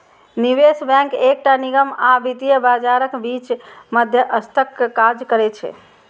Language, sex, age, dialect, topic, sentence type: Maithili, female, 60-100, Eastern / Thethi, banking, statement